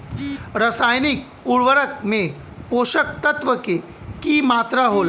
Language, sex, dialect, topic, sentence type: Bhojpuri, male, Southern / Standard, agriculture, question